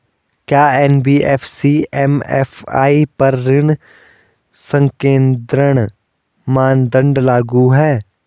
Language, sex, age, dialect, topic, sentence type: Hindi, male, 18-24, Garhwali, banking, question